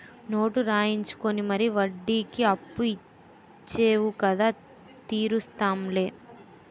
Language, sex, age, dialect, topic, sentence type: Telugu, female, 18-24, Utterandhra, banking, statement